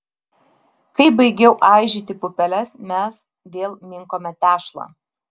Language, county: Lithuanian, Vilnius